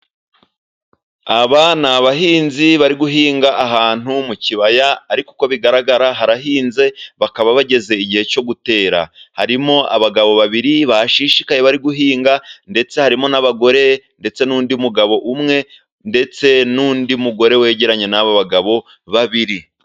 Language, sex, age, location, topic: Kinyarwanda, male, 25-35, Musanze, agriculture